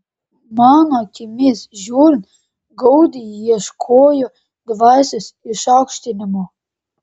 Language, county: Lithuanian, Panevėžys